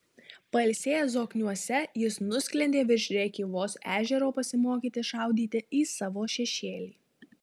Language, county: Lithuanian, Marijampolė